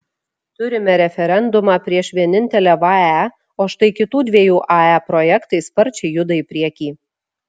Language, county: Lithuanian, Šiauliai